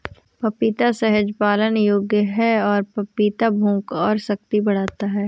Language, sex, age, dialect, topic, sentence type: Hindi, female, 18-24, Awadhi Bundeli, agriculture, statement